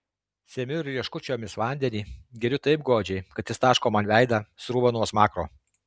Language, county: Lithuanian, Alytus